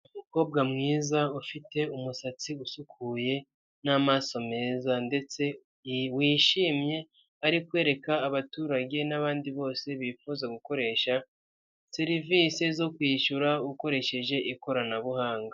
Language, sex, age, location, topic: Kinyarwanda, male, 50+, Kigali, finance